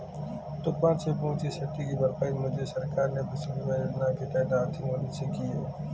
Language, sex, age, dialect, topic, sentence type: Hindi, male, 18-24, Marwari Dhudhari, agriculture, statement